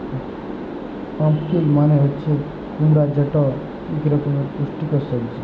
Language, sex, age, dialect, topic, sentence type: Bengali, male, 18-24, Jharkhandi, agriculture, statement